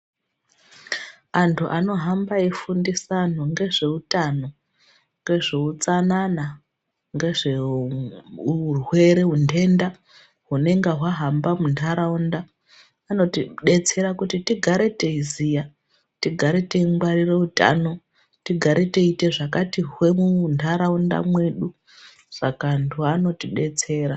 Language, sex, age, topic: Ndau, female, 36-49, health